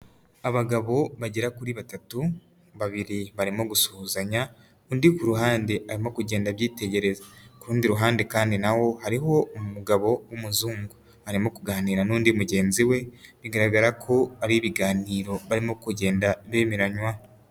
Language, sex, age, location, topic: Kinyarwanda, female, 25-35, Huye, health